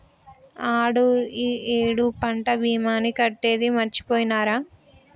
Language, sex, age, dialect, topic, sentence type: Telugu, female, 18-24, Telangana, banking, statement